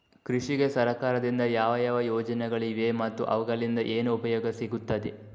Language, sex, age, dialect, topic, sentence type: Kannada, male, 18-24, Coastal/Dakshin, agriculture, question